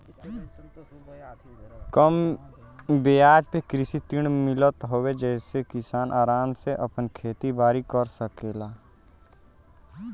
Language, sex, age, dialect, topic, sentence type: Bhojpuri, male, 18-24, Western, agriculture, statement